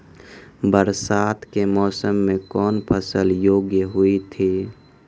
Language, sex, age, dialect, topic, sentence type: Maithili, male, 51-55, Angika, agriculture, question